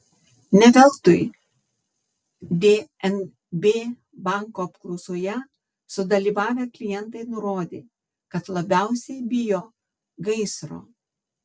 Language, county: Lithuanian, Tauragė